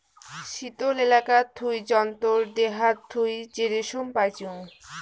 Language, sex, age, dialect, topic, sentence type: Bengali, female, 18-24, Rajbangshi, agriculture, statement